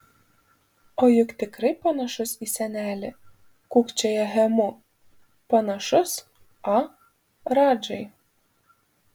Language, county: Lithuanian, Panevėžys